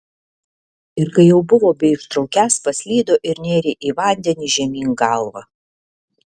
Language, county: Lithuanian, Alytus